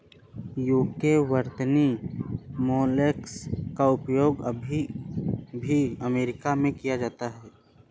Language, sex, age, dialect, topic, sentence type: Hindi, male, 18-24, Awadhi Bundeli, agriculture, statement